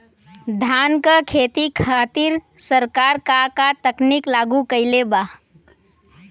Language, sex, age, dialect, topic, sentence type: Bhojpuri, female, 18-24, Western, agriculture, question